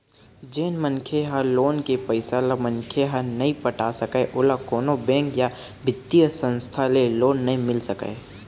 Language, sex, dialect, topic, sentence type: Chhattisgarhi, male, Eastern, banking, statement